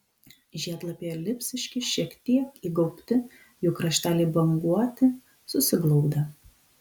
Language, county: Lithuanian, Kaunas